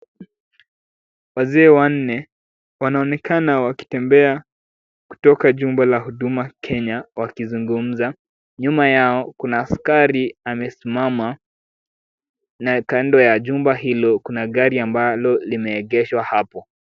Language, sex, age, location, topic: Swahili, male, 18-24, Kisumu, government